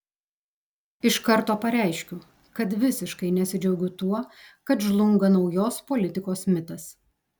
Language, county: Lithuanian, Telšiai